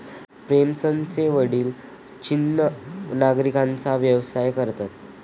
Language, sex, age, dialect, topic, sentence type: Marathi, male, 18-24, Standard Marathi, agriculture, statement